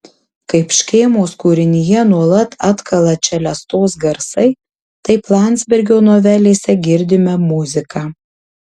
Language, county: Lithuanian, Marijampolė